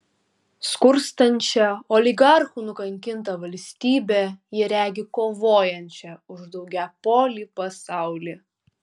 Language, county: Lithuanian, Kaunas